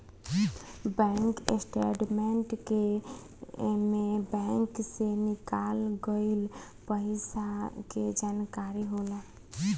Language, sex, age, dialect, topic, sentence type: Bhojpuri, female, <18, Southern / Standard, banking, statement